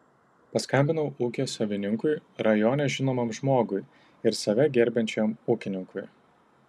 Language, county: Lithuanian, Tauragė